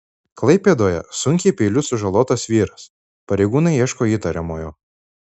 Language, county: Lithuanian, Marijampolė